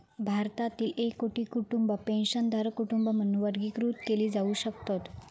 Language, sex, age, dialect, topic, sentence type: Marathi, female, 25-30, Southern Konkan, banking, statement